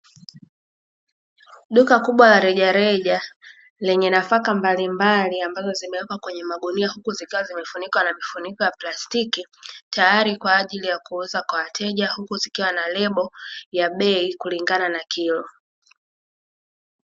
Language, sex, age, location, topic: Swahili, female, 18-24, Dar es Salaam, finance